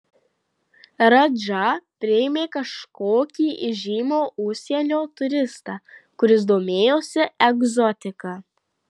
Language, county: Lithuanian, Marijampolė